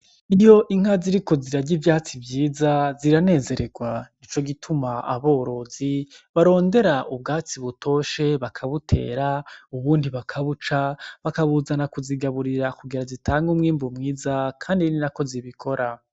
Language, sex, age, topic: Rundi, male, 25-35, agriculture